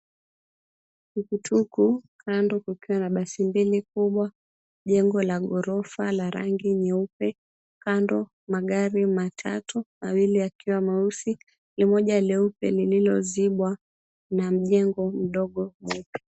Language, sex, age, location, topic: Swahili, female, 18-24, Mombasa, government